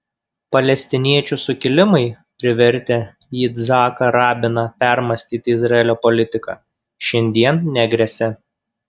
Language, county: Lithuanian, Kaunas